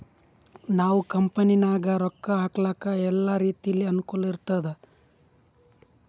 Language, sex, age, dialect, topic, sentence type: Kannada, male, 18-24, Northeastern, banking, statement